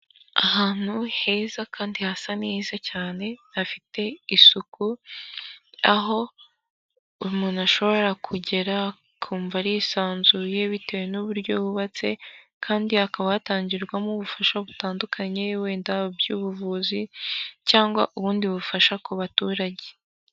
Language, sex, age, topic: Kinyarwanda, female, 18-24, government